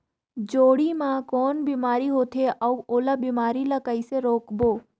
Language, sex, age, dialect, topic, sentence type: Chhattisgarhi, female, 31-35, Northern/Bhandar, agriculture, question